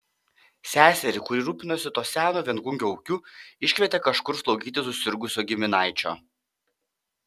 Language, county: Lithuanian, Panevėžys